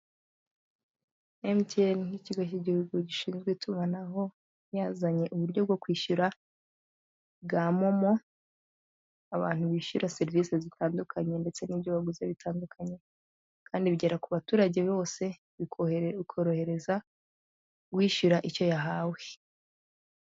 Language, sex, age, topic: Kinyarwanda, female, 18-24, finance